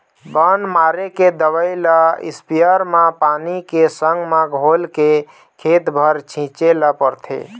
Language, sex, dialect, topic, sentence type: Chhattisgarhi, male, Eastern, agriculture, statement